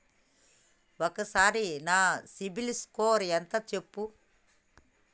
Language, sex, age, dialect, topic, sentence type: Telugu, female, 25-30, Telangana, banking, question